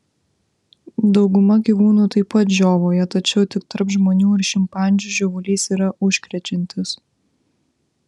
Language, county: Lithuanian, Vilnius